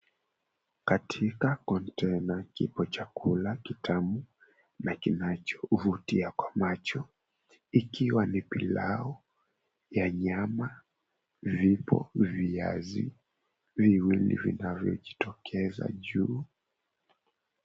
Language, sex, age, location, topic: Swahili, male, 18-24, Mombasa, agriculture